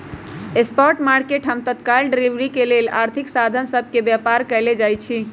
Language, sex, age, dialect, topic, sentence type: Magahi, female, 25-30, Western, banking, statement